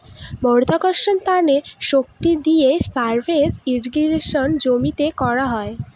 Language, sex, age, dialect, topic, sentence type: Bengali, female, <18, Northern/Varendri, agriculture, statement